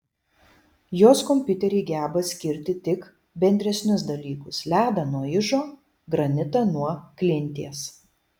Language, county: Lithuanian, Šiauliai